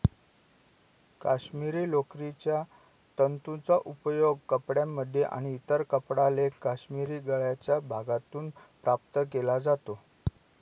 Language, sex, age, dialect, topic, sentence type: Marathi, male, 36-40, Northern Konkan, agriculture, statement